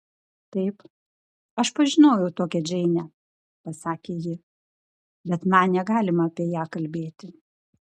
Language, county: Lithuanian, Klaipėda